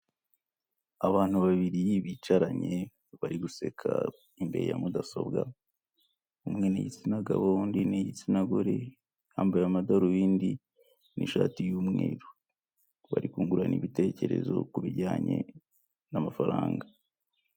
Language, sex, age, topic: Kinyarwanda, male, 25-35, finance